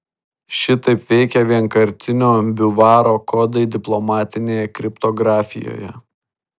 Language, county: Lithuanian, Šiauliai